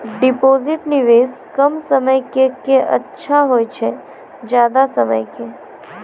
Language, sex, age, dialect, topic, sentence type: Maithili, female, 18-24, Angika, banking, question